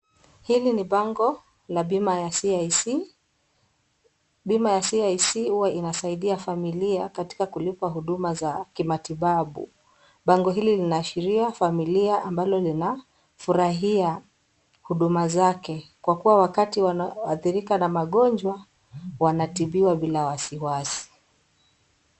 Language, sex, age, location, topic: Swahili, female, 25-35, Kisii, finance